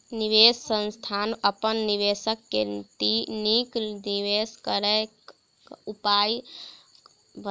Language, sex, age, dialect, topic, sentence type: Maithili, female, 25-30, Southern/Standard, banking, statement